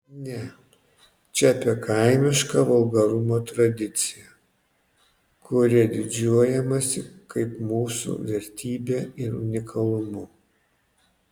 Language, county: Lithuanian, Panevėžys